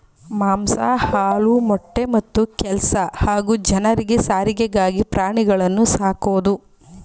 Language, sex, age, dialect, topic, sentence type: Kannada, female, 25-30, Mysore Kannada, agriculture, statement